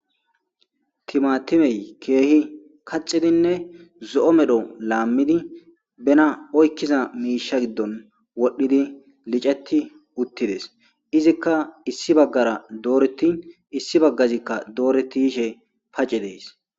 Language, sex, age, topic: Gamo, male, 25-35, agriculture